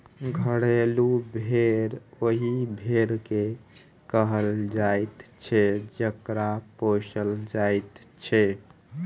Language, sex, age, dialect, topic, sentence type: Maithili, male, 18-24, Southern/Standard, agriculture, statement